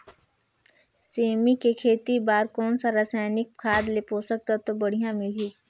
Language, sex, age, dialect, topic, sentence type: Chhattisgarhi, female, 18-24, Northern/Bhandar, agriculture, question